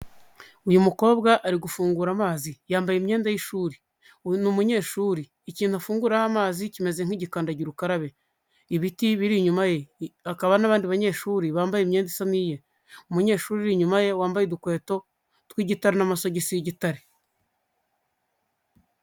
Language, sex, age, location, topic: Kinyarwanda, male, 25-35, Huye, health